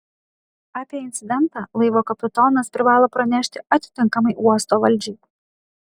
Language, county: Lithuanian, Kaunas